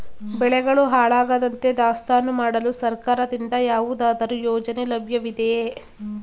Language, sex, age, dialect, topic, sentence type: Kannada, female, 18-24, Mysore Kannada, agriculture, question